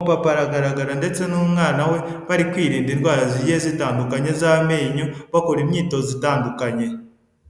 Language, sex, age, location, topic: Kinyarwanda, male, 18-24, Kigali, health